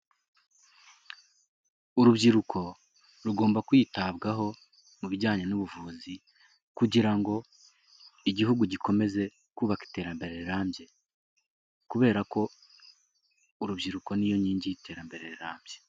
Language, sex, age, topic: Kinyarwanda, male, 18-24, health